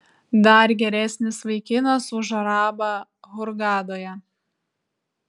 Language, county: Lithuanian, Vilnius